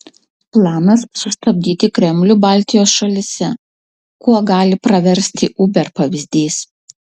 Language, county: Lithuanian, Utena